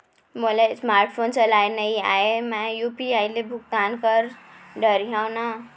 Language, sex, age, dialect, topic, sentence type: Chhattisgarhi, female, 25-30, Central, banking, question